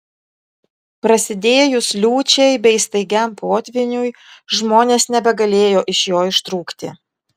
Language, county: Lithuanian, Vilnius